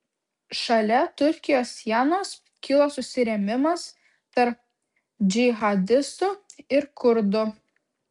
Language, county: Lithuanian, Vilnius